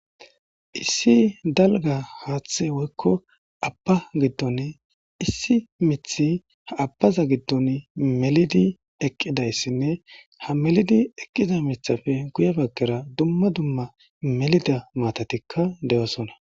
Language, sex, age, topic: Gamo, male, 18-24, government